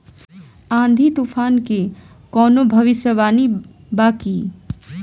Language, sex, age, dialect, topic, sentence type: Bhojpuri, female, 25-30, Southern / Standard, agriculture, question